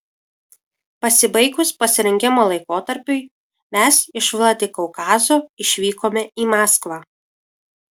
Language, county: Lithuanian, Kaunas